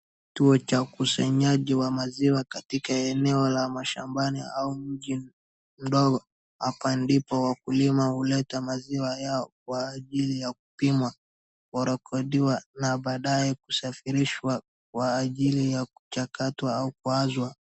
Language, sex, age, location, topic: Swahili, male, 36-49, Wajir, agriculture